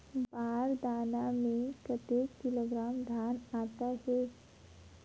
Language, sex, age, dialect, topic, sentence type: Chhattisgarhi, female, 18-24, Western/Budati/Khatahi, agriculture, question